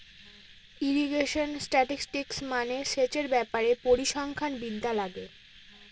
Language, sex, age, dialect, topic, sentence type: Bengali, female, 18-24, Northern/Varendri, agriculture, statement